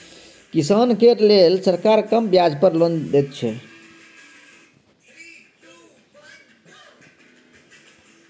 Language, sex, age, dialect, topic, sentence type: Maithili, male, 31-35, Bajjika, agriculture, statement